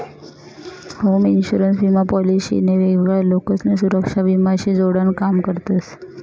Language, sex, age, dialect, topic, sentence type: Marathi, female, 31-35, Northern Konkan, banking, statement